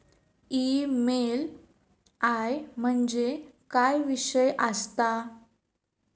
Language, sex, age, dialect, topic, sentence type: Marathi, female, 18-24, Southern Konkan, banking, question